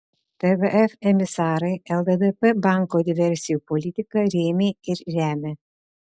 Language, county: Lithuanian, Utena